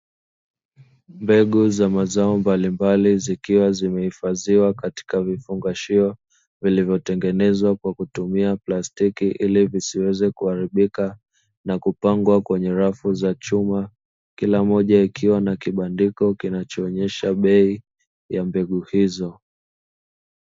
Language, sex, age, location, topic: Swahili, male, 25-35, Dar es Salaam, agriculture